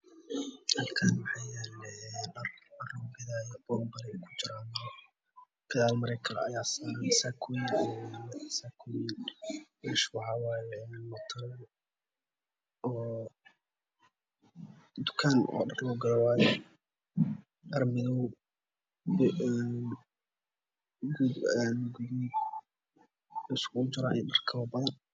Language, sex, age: Somali, male, 18-24